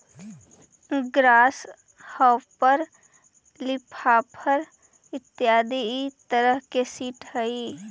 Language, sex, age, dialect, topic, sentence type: Magahi, female, 18-24, Central/Standard, agriculture, statement